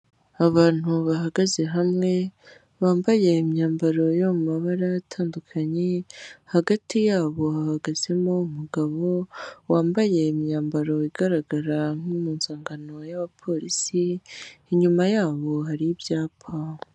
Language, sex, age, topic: Kinyarwanda, female, 18-24, health